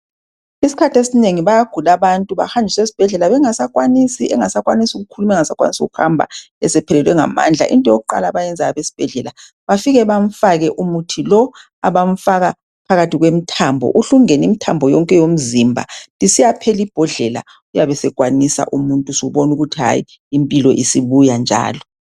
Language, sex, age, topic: North Ndebele, female, 25-35, health